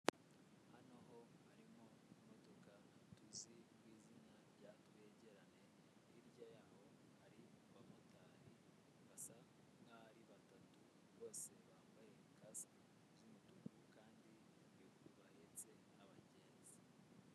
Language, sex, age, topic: Kinyarwanda, male, 18-24, government